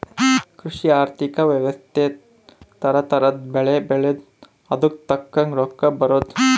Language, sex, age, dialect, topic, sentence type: Kannada, male, 25-30, Central, banking, statement